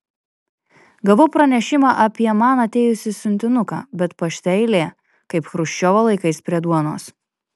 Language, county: Lithuanian, Kaunas